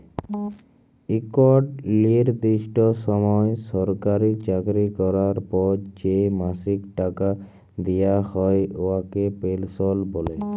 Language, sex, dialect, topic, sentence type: Bengali, male, Jharkhandi, banking, statement